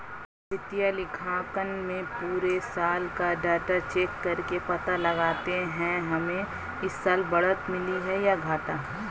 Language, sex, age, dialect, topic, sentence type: Hindi, female, 25-30, Hindustani Malvi Khadi Boli, banking, statement